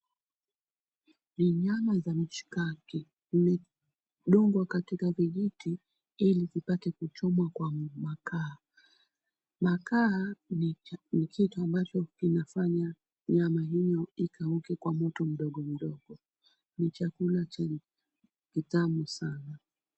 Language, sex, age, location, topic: Swahili, female, 36-49, Mombasa, agriculture